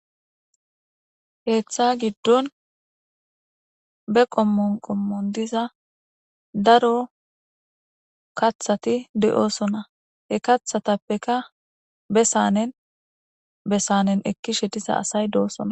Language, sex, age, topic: Gamo, female, 18-24, government